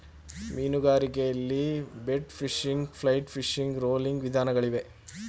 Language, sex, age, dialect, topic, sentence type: Kannada, female, 51-55, Mysore Kannada, agriculture, statement